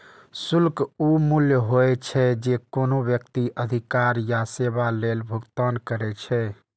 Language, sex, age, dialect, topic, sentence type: Maithili, male, 18-24, Eastern / Thethi, banking, statement